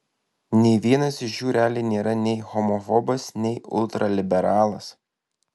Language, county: Lithuanian, Alytus